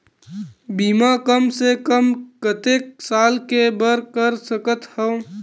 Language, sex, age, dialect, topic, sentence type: Chhattisgarhi, male, 18-24, Western/Budati/Khatahi, banking, question